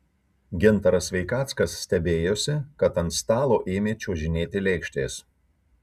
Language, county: Lithuanian, Kaunas